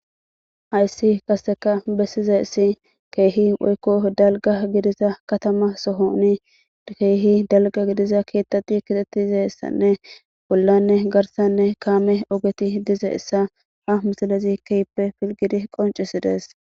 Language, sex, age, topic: Gamo, female, 18-24, government